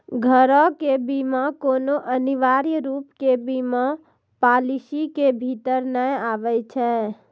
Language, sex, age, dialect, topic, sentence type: Maithili, female, 18-24, Angika, banking, statement